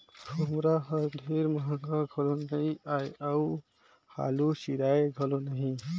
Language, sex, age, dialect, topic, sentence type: Chhattisgarhi, male, 18-24, Northern/Bhandar, agriculture, statement